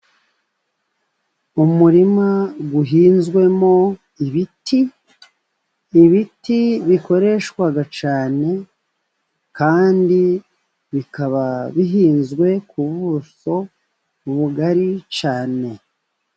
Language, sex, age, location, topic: Kinyarwanda, male, 36-49, Musanze, agriculture